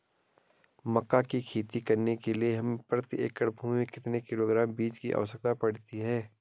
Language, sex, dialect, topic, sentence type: Hindi, male, Garhwali, agriculture, question